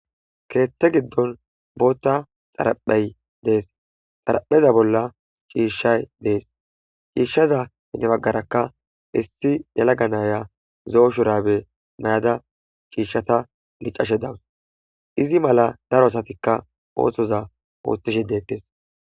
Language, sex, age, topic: Gamo, male, 18-24, agriculture